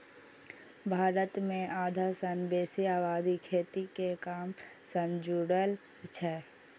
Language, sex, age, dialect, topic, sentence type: Maithili, female, 18-24, Eastern / Thethi, agriculture, statement